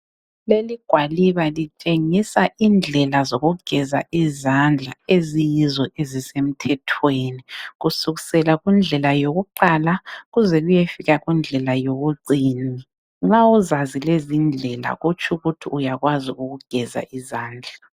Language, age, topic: North Ndebele, 36-49, health